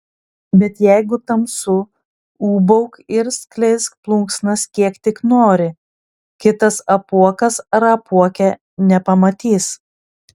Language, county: Lithuanian, Klaipėda